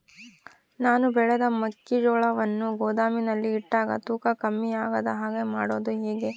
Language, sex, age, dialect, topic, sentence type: Kannada, female, 31-35, Central, agriculture, question